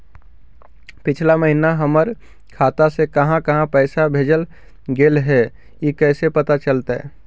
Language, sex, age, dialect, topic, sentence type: Magahi, male, 41-45, Central/Standard, banking, question